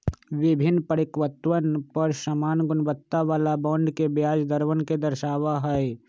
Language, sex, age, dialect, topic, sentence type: Magahi, male, 25-30, Western, banking, statement